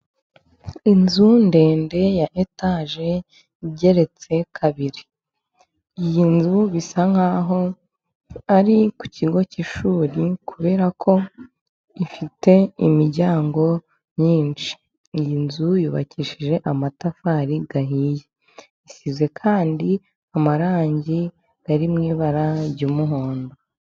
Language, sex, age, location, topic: Kinyarwanda, female, 18-24, Musanze, government